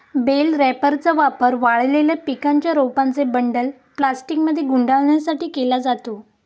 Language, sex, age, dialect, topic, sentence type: Marathi, female, 18-24, Standard Marathi, agriculture, statement